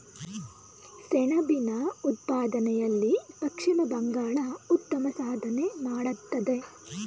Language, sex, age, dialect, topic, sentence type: Kannada, female, 18-24, Mysore Kannada, agriculture, statement